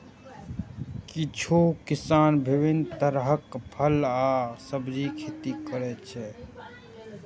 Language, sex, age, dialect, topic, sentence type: Maithili, male, 18-24, Eastern / Thethi, agriculture, statement